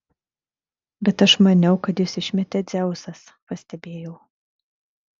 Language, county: Lithuanian, Vilnius